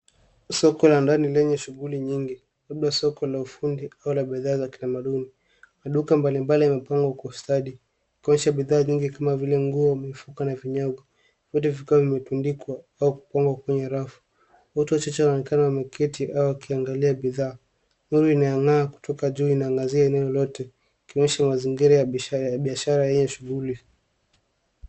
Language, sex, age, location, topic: Swahili, male, 18-24, Nairobi, finance